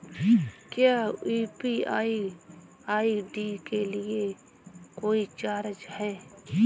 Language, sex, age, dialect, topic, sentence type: Hindi, female, 18-24, Awadhi Bundeli, banking, question